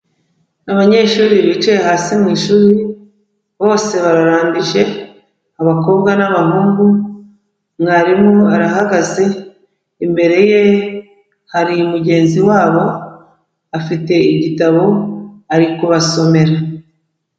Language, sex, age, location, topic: Kinyarwanda, female, 36-49, Kigali, education